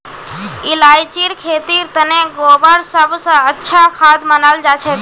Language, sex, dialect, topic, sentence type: Magahi, female, Northeastern/Surjapuri, agriculture, statement